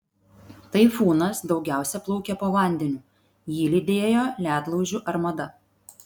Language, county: Lithuanian, Vilnius